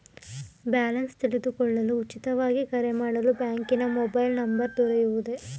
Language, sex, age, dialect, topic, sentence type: Kannada, female, 18-24, Mysore Kannada, banking, question